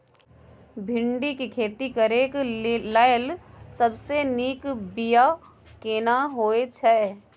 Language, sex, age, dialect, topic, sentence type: Maithili, female, 25-30, Bajjika, agriculture, question